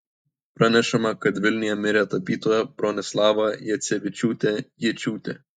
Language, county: Lithuanian, Kaunas